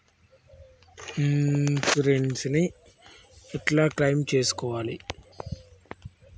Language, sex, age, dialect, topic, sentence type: Telugu, male, 18-24, Telangana, banking, question